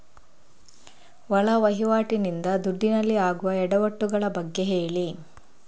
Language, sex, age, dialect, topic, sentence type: Kannada, female, 41-45, Coastal/Dakshin, banking, question